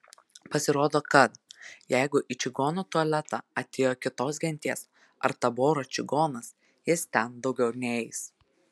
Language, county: Lithuanian, Telšiai